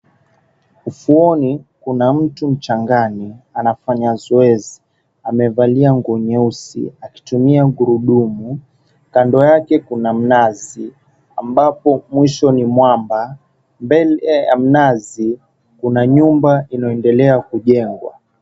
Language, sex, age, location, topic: Swahili, male, 18-24, Mombasa, government